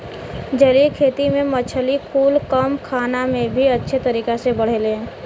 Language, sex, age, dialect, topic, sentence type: Bhojpuri, female, 18-24, Western, agriculture, statement